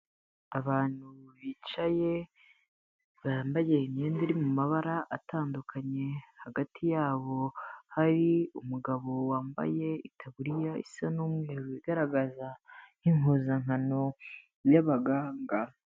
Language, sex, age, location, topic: Kinyarwanda, female, 18-24, Kigali, health